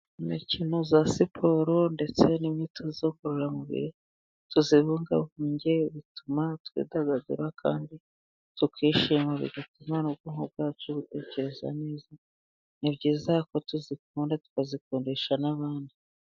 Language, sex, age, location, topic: Kinyarwanda, female, 36-49, Musanze, government